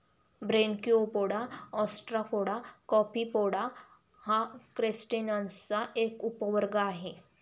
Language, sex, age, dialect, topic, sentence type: Marathi, female, 18-24, Standard Marathi, agriculture, statement